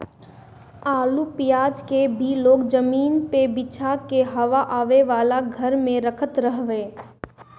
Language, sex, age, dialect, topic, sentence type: Bhojpuri, female, 18-24, Northern, agriculture, statement